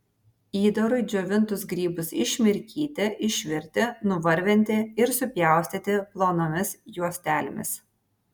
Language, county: Lithuanian, Vilnius